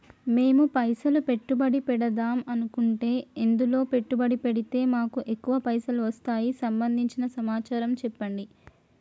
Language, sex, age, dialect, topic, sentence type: Telugu, female, 18-24, Telangana, banking, question